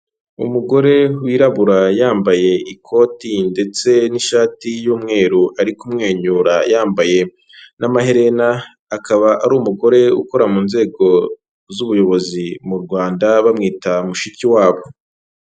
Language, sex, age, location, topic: Kinyarwanda, male, 25-35, Kigali, government